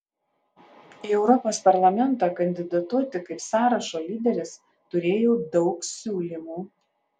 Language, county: Lithuanian, Alytus